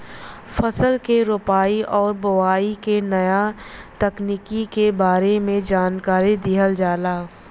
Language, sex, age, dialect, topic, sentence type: Bhojpuri, female, 25-30, Western, agriculture, statement